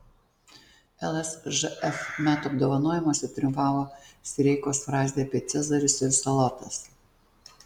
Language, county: Lithuanian, Tauragė